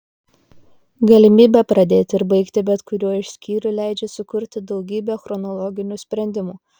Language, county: Lithuanian, Kaunas